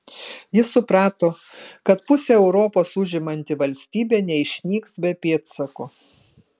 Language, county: Lithuanian, Kaunas